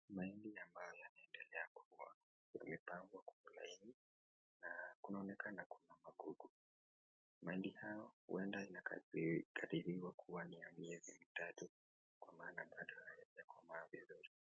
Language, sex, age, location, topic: Swahili, male, 18-24, Kisii, agriculture